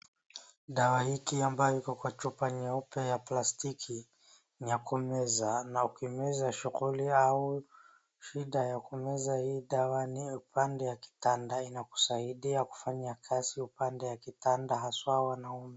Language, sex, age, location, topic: Swahili, female, 36-49, Wajir, health